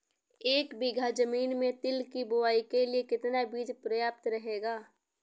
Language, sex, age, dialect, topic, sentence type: Hindi, female, 18-24, Awadhi Bundeli, agriculture, question